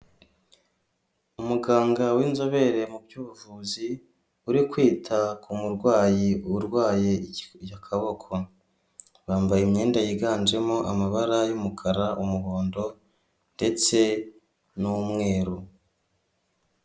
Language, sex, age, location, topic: Kinyarwanda, male, 25-35, Kigali, health